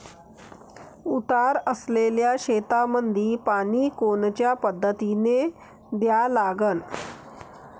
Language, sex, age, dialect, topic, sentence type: Marathi, female, 41-45, Varhadi, agriculture, question